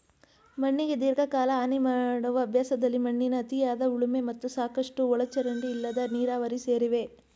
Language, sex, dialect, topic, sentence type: Kannada, female, Mysore Kannada, agriculture, statement